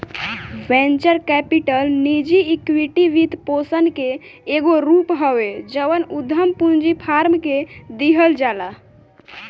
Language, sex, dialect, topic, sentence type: Bhojpuri, male, Southern / Standard, banking, statement